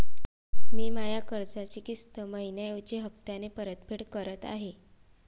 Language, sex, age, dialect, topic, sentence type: Marathi, female, 25-30, Varhadi, banking, statement